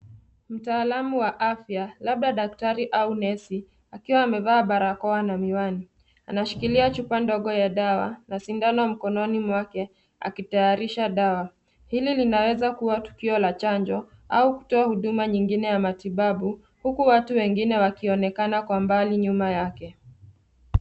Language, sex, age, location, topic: Swahili, female, 25-35, Nairobi, health